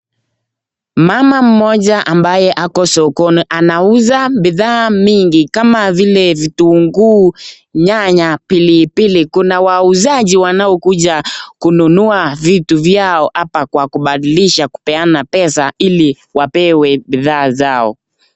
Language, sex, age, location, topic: Swahili, male, 18-24, Nakuru, finance